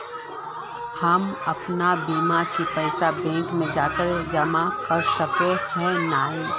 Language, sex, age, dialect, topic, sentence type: Magahi, female, 25-30, Northeastern/Surjapuri, banking, question